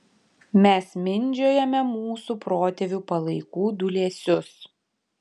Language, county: Lithuanian, Panevėžys